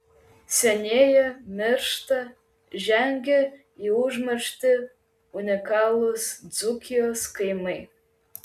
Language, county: Lithuanian, Klaipėda